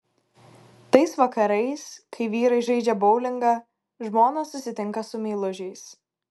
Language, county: Lithuanian, Kaunas